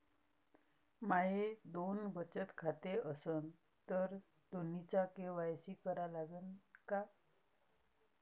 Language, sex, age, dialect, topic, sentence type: Marathi, female, 31-35, Varhadi, banking, question